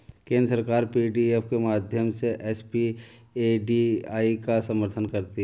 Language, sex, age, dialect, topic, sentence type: Hindi, male, 36-40, Marwari Dhudhari, banking, statement